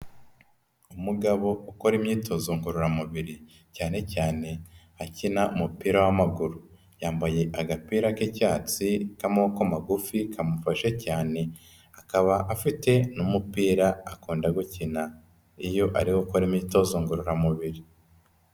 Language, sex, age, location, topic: Kinyarwanda, male, 25-35, Kigali, health